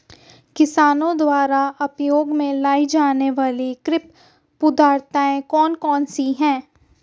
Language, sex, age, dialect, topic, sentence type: Hindi, female, 18-24, Hindustani Malvi Khadi Boli, agriculture, question